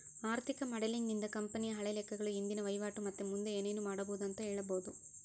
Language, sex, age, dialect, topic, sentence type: Kannada, female, 18-24, Central, banking, statement